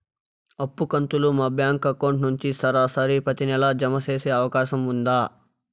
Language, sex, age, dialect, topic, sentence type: Telugu, male, 41-45, Southern, banking, question